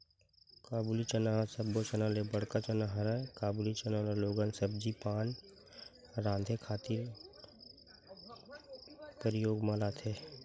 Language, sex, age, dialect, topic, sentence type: Chhattisgarhi, male, 25-30, Western/Budati/Khatahi, agriculture, statement